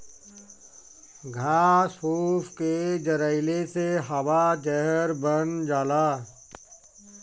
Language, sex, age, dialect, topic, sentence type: Bhojpuri, male, 36-40, Northern, agriculture, statement